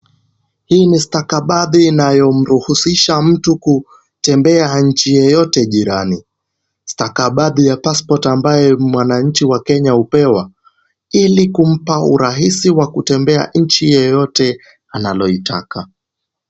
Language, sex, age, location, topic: Swahili, male, 18-24, Kisumu, government